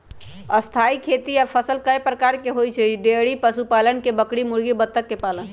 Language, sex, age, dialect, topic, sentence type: Magahi, male, 18-24, Western, agriculture, statement